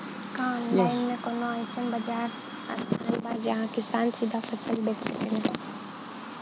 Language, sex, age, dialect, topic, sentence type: Bhojpuri, female, 18-24, Western, agriculture, statement